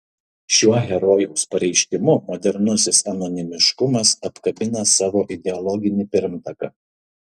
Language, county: Lithuanian, Šiauliai